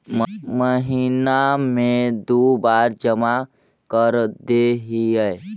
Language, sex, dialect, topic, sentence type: Magahi, male, Central/Standard, banking, question